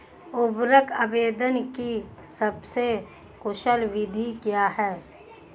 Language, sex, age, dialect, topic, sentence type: Hindi, female, 31-35, Hindustani Malvi Khadi Boli, agriculture, question